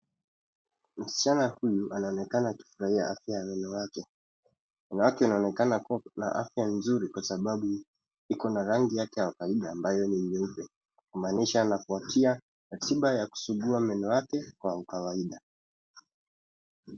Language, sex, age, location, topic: Swahili, male, 18-24, Nairobi, health